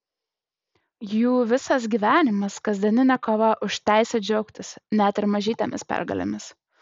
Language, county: Lithuanian, Utena